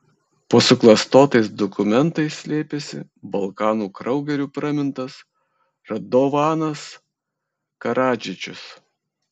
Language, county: Lithuanian, Kaunas